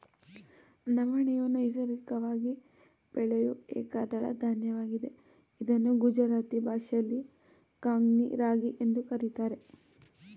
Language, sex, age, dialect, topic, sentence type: Kannada, female, 18-24, Mysore Kannada, agriculture, statement